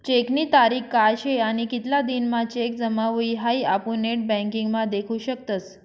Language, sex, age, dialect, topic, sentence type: Marathi, female, 25-30, Northern Konkan, banking, statement